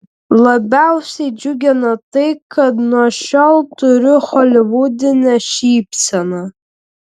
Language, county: Lithuanian, Vilnius